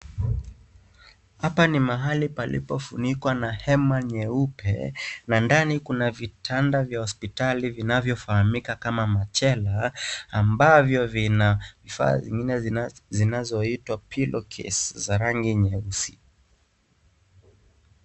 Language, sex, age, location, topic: Swahili, male, 18-24, Kisii, health